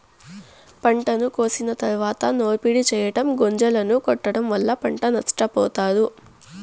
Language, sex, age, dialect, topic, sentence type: Telugu, female, 18-24, Southern, agriculture, statement